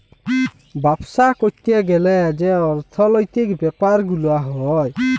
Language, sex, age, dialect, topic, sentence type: Bengali, male, 18-24, Jharkhandi, banking, statement